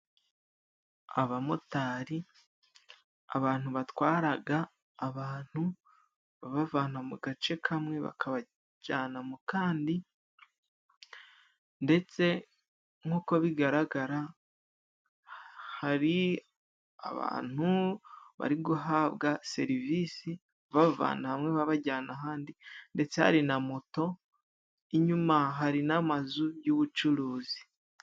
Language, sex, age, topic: Kinyarwanda, male, 18-24, government